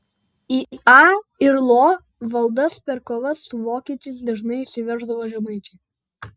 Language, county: Lithuanian, Vilnius